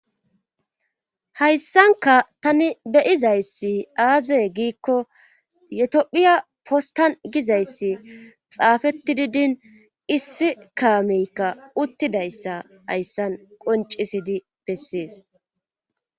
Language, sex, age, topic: Gamo, female, 36-49, government